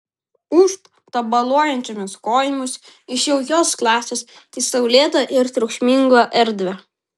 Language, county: Lithuanian, Vilnius